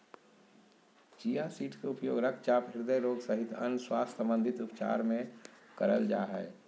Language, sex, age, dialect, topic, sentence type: Magahi, male, 60-100, Southern, agriculture, statement